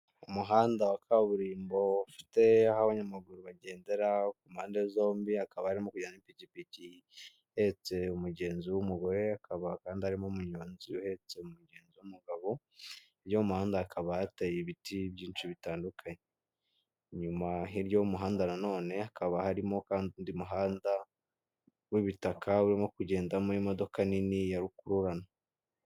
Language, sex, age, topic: Kinyarwanda, male, 18-24, government